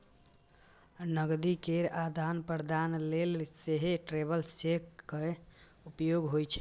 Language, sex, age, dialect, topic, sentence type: Maithili, male, 18-24, Eastern / Thethi, banking, statement